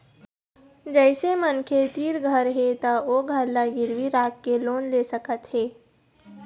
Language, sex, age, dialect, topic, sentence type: Chhattisgarhi, female, 60-100, Eastern, banking, statement